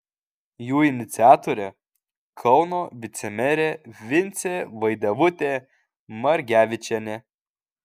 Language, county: Lithuanian, Kaunas